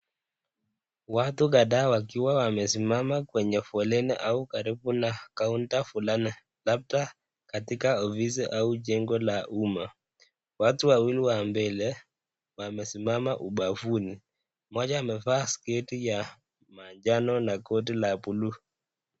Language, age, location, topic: Swahili, 25-35, Nakuru, government